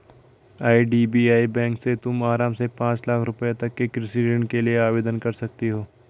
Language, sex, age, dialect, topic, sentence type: Hindi, male, 56-60, Garhwali, banking, statement